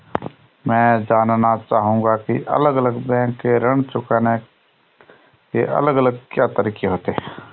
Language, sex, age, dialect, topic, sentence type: Hindi, male, 31-35, Marwari Dhudhari, banking, question